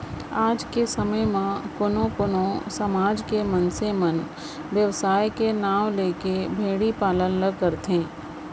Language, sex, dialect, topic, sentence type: Chhattisgarhi, female, Central, agriculture, statement